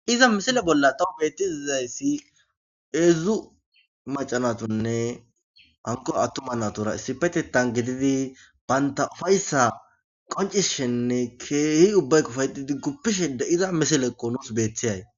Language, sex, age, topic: Gamo, male, 18-24, government